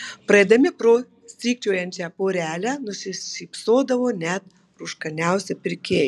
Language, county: Lithuanian, Marijampolė